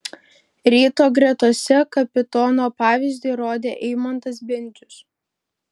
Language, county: Lithuanian, Šiauliai